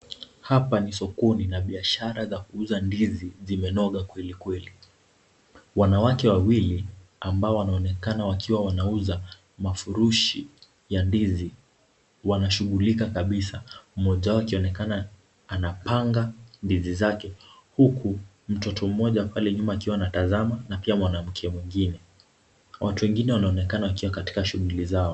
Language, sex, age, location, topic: Swahili, male, 18-24, Kisumu, agriculture